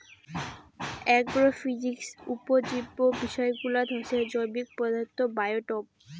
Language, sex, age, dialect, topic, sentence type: Bengali, female, 18-24, Rajbangshi, agriculture, statement